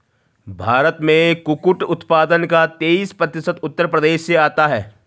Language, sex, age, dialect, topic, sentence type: Hindi, male, 36-40, Garhwali, agriculture, statement